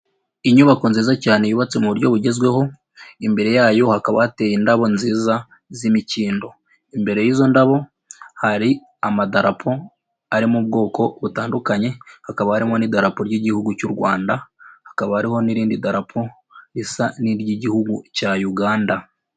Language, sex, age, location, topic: Kinyarwanda, female, 36-49, Nyagatare, finance